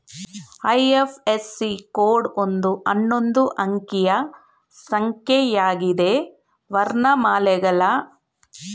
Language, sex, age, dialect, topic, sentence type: Kannada, female, 41-45, Mysore Kannada, banking, statement